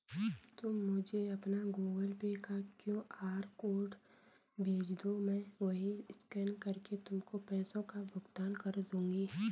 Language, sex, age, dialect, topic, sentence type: Hindi, female, 25-30, Garhwali, banking, statement